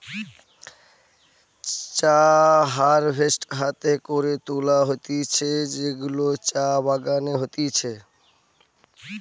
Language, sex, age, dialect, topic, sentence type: Bengali, male, 60-100, Western, agriculture, statement